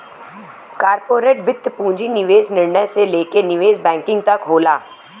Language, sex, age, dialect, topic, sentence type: Bhojpuri, female, 25-30, Western, banking, statement